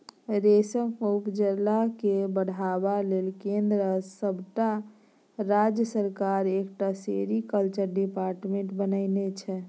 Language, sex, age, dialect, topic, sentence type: Maithili, female, 31-35, Bajjika, agriculture, statement